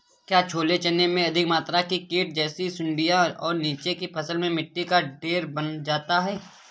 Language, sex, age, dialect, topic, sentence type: Hindi, male, 25-30, Awadhi Bundeli, agriculture, question